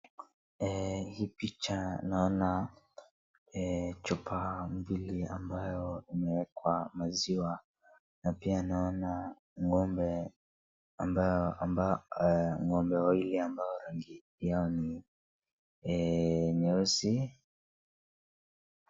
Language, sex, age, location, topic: Swahili, male, 36-49, Wajir, agriculture